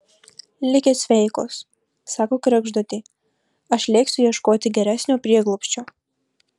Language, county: Lithuanian, Marijampolė